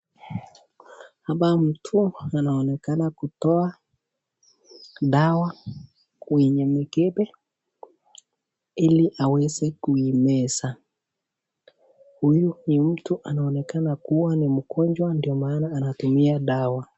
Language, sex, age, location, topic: Swahili, male, 18-24, Nakuru, health